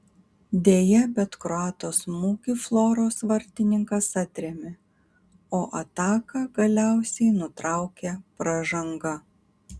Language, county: Lithuanian, Kaunas